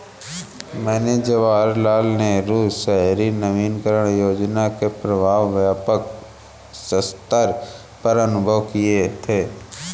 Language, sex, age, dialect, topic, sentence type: Hindi, female, 18-24, Awadhi Bundeli, banking, statement